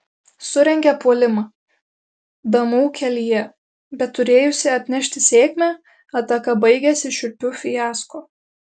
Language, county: Lithuanian, Alytus